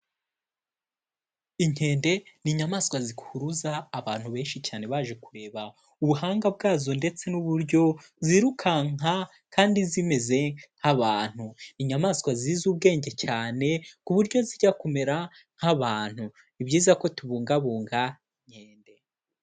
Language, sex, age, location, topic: Kinyarwanda, male, 18-24, Kigali, agriculture